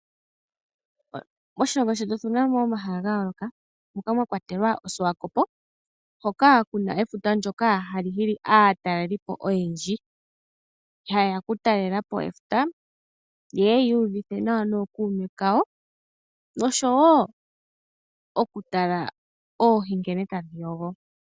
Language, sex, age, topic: Oshiwambo, female, 18-24, agriculture